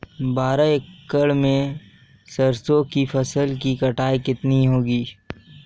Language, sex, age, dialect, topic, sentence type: Hindi, male, 18-24, Marwari Dhudhari, agriculture, question